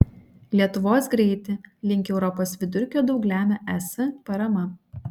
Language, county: Lithuanian, Šiauliai